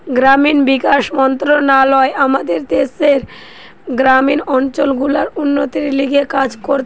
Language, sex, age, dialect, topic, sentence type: Bengali, female, 18-24, Western, agriculture, statement